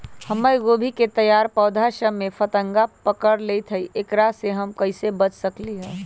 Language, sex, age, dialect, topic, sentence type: Magahi, male, 18-24, Western, agriculture, question